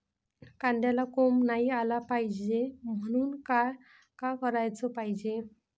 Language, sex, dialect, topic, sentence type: Marathi, female, Varhadi, agriculture, question